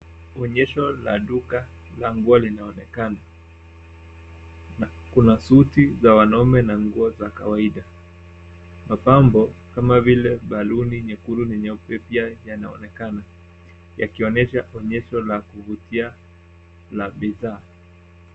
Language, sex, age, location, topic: Swahili, male, 18-24, Nairobi, finance